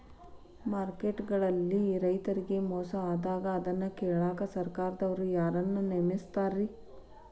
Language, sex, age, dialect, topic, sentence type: Kannada, female, 36-40, Dharwad Kannada, agriculture, question